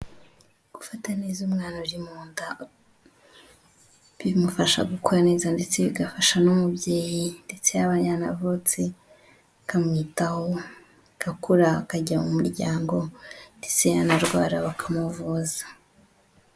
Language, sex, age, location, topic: Kinyarwanda, female, 25-35, Huye, health